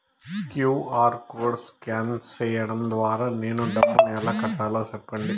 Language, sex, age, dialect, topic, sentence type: Telugu, male, 31-35, Southern, banking, question